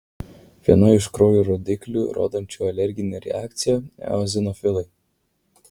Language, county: Lithuanian, Vilnius